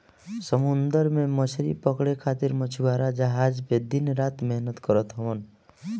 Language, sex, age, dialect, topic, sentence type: Bhojpuri, male, 25-30, Northern, agriculture, statement